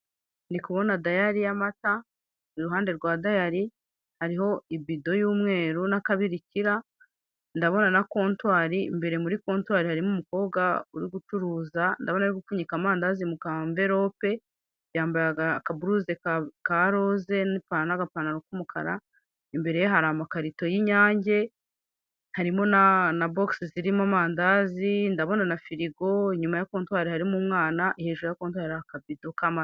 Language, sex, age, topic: Kinyarwanda, female, 36-49, finance